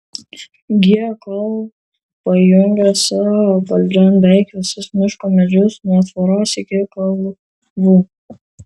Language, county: Lithuanian, Kaunas